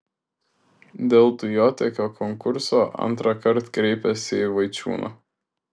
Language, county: Lithuanian, Šiauliai